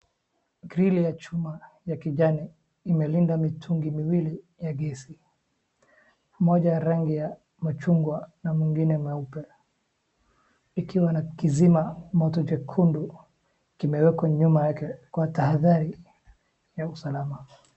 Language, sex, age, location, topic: Swahili, male, 25-35, Wajir, education